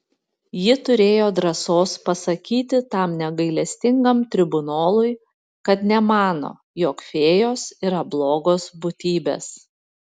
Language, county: Lithuanian, Panevėžys